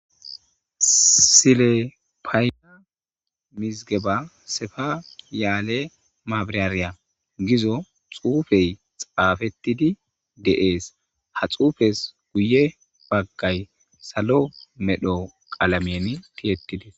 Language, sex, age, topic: Gamo, male, 25-35, government